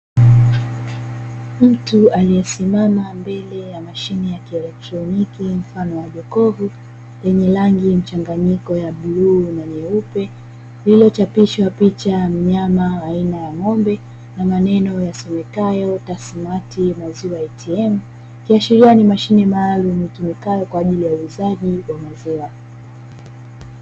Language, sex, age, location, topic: Swahili, female, 25-35, Dar es Salaam, finance